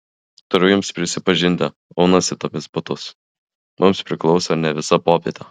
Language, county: Lithuanian, Klaipėda